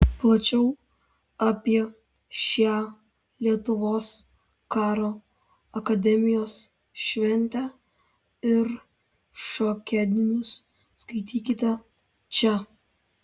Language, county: Lithuanian, Vilnius